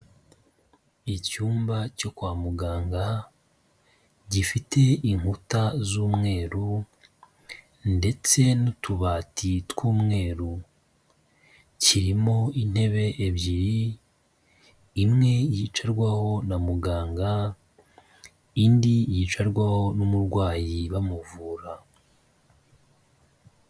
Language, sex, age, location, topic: Kinyarwanda, male, 25-35, Kigali, health